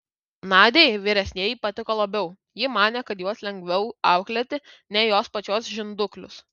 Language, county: Lithuanian, Kaunas